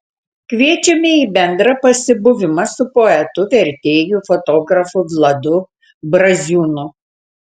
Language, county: Lithuanian, Tauragė